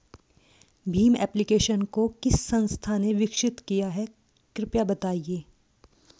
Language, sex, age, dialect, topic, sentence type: Hindi, female, 18-24, Hindustani Malvi Khadi Boli, banking, question